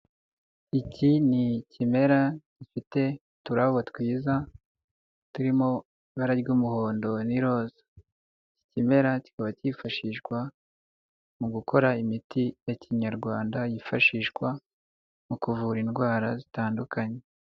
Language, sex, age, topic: Kinyarwanda, male, 25-35, health